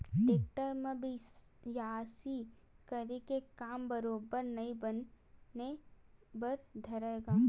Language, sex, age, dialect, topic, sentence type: Chhattisgarhi, female, 60-100, Western/Budati/Khatahi, agriculture, statement